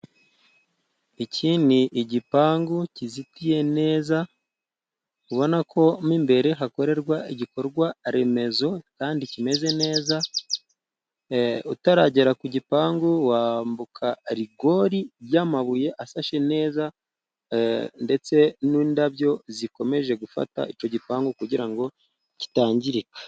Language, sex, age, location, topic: Kinyarwanda, male, 25-35, Musanze, government